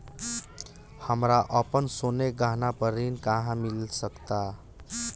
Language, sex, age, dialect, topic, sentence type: Bhojpuri, male, 60-100, Northern, banking, statement